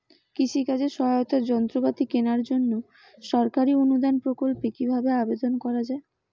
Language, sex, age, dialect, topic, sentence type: Bengali, female, 18-24, Rajbangshi, agriculture, question